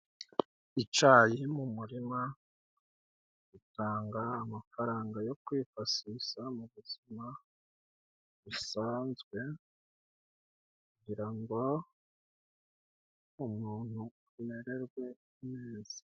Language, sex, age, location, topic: Kinyarwanda, male, 36-49, Musanze, agriculture